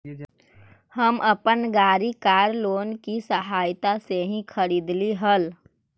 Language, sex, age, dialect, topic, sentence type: Magahi, female, 25-30, Central/Standard, banking, statement